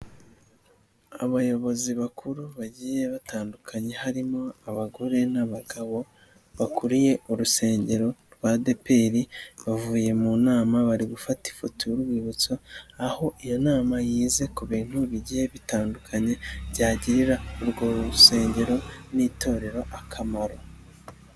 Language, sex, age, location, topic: Kinyarwanda, male, 25-35, Nyagatare, finance